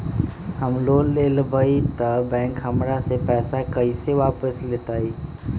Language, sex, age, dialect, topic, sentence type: Magahi, male, 25-30, Western, banking, question